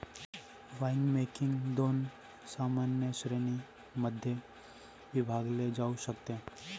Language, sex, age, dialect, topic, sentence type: Marathi, male, 18-24, Varhadi, agriculture, statement